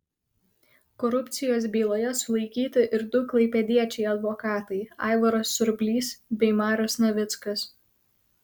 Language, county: Lithuanian, Kaunas